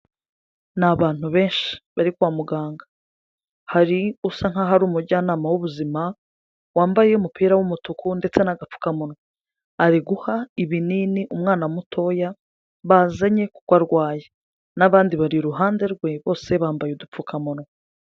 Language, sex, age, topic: Kinyarwanda, female, 25-35, health